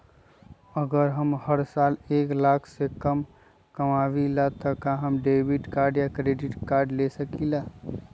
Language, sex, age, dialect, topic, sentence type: Magahi, male, 25-30, Western, banking, question